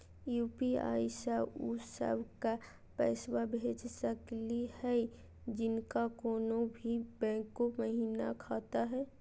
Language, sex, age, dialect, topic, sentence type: Magahi, female, 25-30, Southern, banking, question